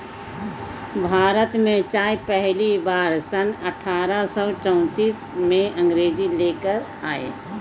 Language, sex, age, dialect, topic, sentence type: Hindi, female, 18-24, Hindustani Malvi Khadi Boli, agriculture, statement